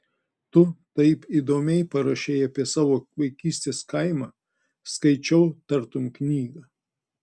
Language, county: Lithuanian, Klaipėda